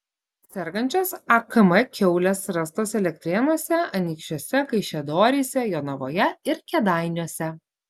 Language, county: Lithuanian, Klaipėda